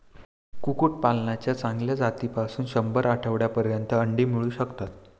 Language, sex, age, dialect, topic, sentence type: Marathi, male, 18-24, Standard Marathi, agriculture, statement